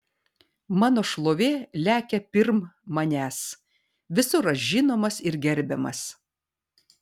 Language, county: Lithuanian, Vilnius